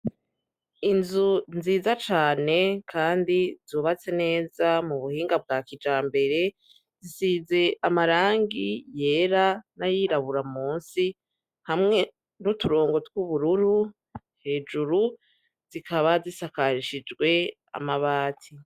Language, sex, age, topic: Rundi, female, 18-24, education